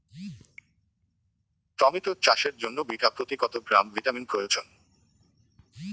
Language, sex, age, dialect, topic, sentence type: Bengali, male, 18-24, Rajbangshi, agriculture, question